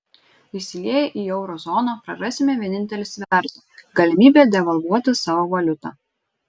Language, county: Lithuanian, Šiauliai